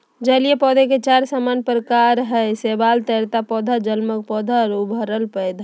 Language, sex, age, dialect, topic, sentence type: Magahi, female, 36-40, Southern, agriculture, statement